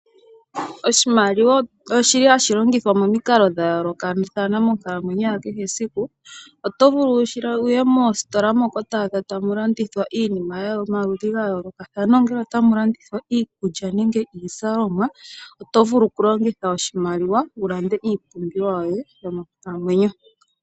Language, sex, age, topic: Oshiwambo, female, 25-35, finance